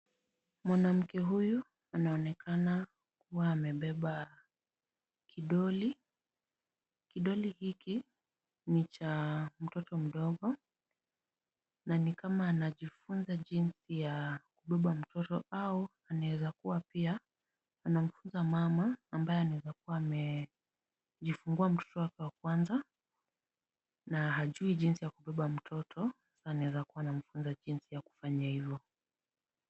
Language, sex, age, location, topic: Swahili, female, 18-24, Kisumu, health